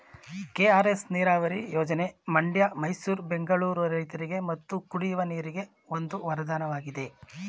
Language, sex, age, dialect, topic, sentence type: Kannada, male, 36-40, Mysore Kannada, agriculture, statement